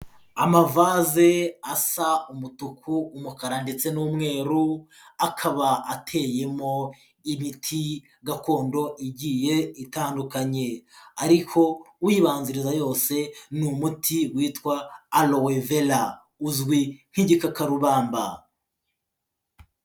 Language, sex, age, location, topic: Kinyarwanda, male, 18-24, Kigali, health